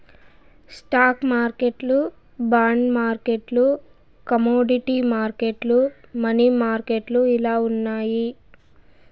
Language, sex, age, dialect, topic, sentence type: Telugu, female, 18-24, Southern, banking, statement